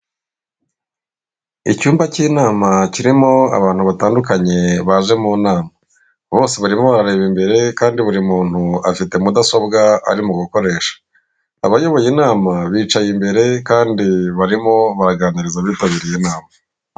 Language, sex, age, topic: Kinyarwanda, female, 36-49, government